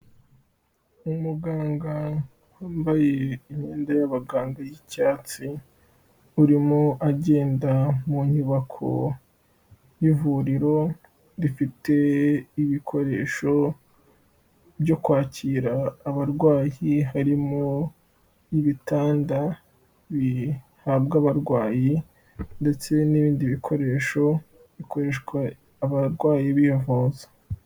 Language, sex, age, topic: Kinyarwanda, male, 18-24, health